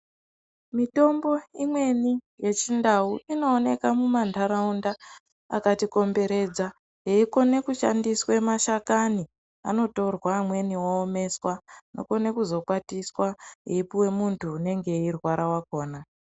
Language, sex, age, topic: Ndau, male, 18-24, health